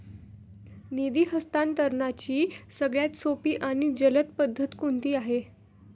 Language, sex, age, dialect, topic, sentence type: Marathi, female, 18-24, Standard Marathi, banking, question